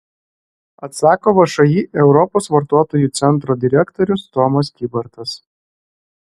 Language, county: Lithuanian, Klaipėda